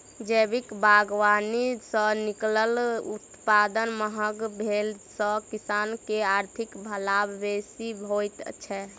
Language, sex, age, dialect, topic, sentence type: Maithili, female, 18-24, Southern/Standard, agriculture, statement